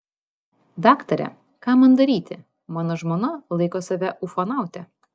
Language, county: Lithuanian, Vilnius